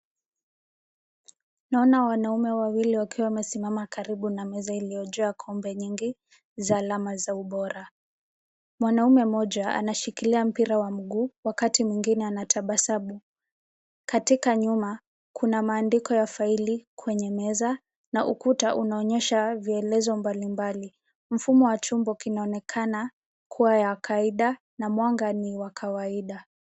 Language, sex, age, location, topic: Swahili, female, 18-24, Nairobi, education